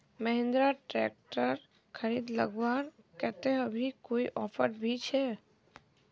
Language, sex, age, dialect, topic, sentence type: Magahi, female, 18-24, Northeastern/Surjapuri, agriculture, question